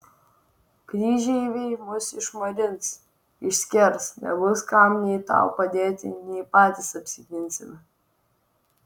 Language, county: Lithuanian, Vilnius